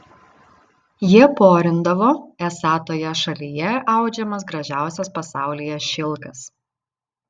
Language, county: Lithuanian, Vilnius